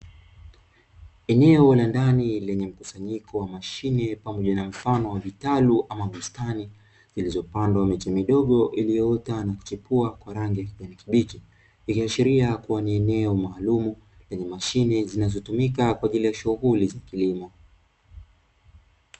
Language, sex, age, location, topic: Swahili, male, 25-35, Dar es Salaam, agriculture